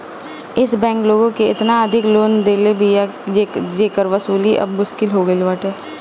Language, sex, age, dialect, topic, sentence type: Bhojpuri, female, 18-24, Northern, banking, statement